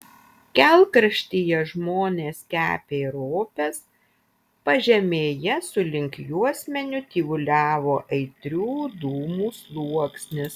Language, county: Lithuanian, Utena